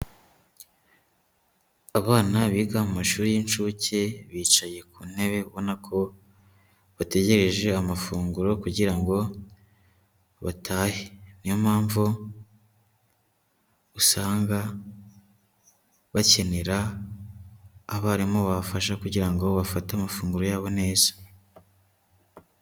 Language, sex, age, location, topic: Kinyarwanda, male, 18-24, Huye, education